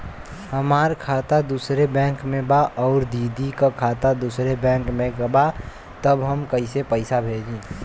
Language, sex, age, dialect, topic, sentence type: Bhojpuri, male, 18-24, Western, banking, question